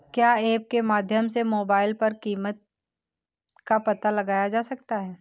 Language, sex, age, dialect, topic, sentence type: Hindi, female, 18-24, Awadhi Bundeli, agriculture, question